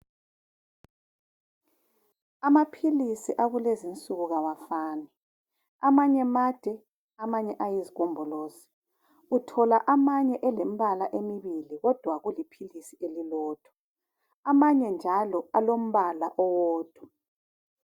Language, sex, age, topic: North Ndebele, female, 36-49, health